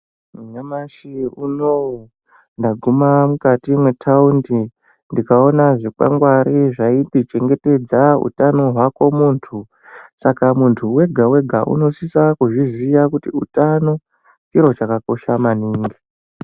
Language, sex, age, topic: Ndau, male, 25-35, health